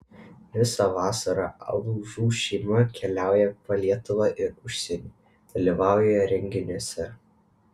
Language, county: Lithuanian, Vilnius